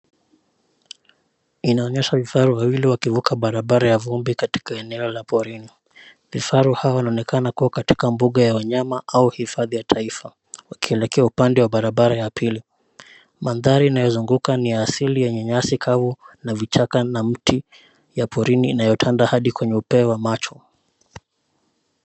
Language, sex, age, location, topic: Swahili, male, 25-35, Nairobi, government